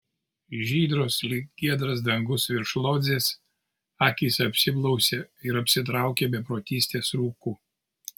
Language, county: Lithuanian, Kaunas